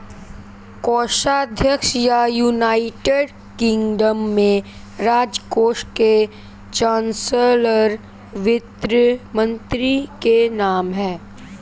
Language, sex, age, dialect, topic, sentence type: Hindi, male, 18-24, Kanauji Braj Bhasha, banking, statement